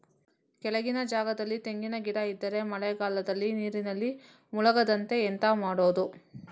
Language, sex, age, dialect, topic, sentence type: Kannada, female, 18-24, Coastal/Dakshin, agriculture, question